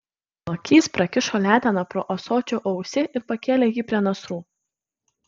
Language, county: Lithuanian, Kaunas